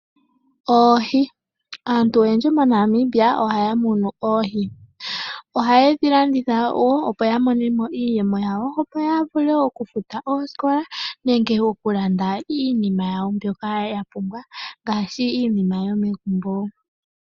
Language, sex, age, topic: Oshiwambo, female, 18-24, agriculture